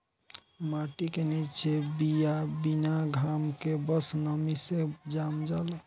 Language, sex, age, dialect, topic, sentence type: Bhojpuri, male, 18-24, Southern / Standard, agriculture, statement